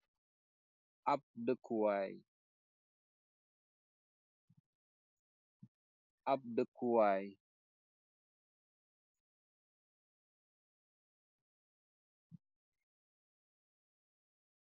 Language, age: Wolof, 25-35